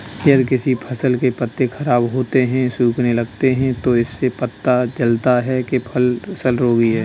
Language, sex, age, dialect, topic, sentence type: Hindi, male, 31-35, Kanauji Braj Bhasha, agriculture, statement